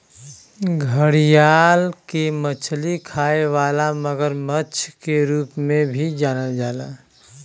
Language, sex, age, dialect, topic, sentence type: Bhojpuri, male, 31-35, Western, agriculture, statement